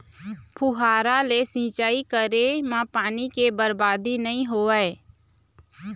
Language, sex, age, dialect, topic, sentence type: Chhattisgarhi, female, 25-30, Eastern, agriculture, statement